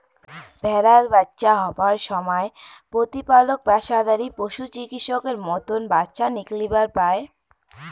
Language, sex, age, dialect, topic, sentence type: Bengali, female, 18-24, Rajbangshi, agriculture, statement